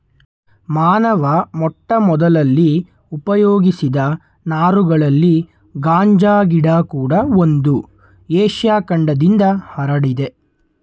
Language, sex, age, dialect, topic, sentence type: Kannada, male, 18-24, Mysore Kannada, agriculture, statement